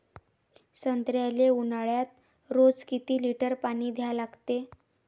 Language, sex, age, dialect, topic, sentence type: Marathi, female, 18-24, Varhadi, agriculture, question